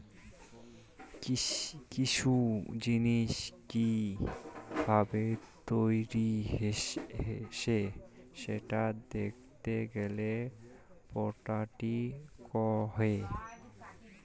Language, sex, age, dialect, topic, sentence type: Bengali, male, 18-24, Rajbangshi, agriculture, statement